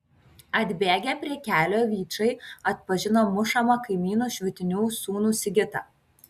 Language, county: Lithuanian, Kaunas